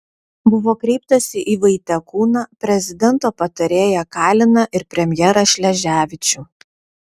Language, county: Lithuanian, Vilnius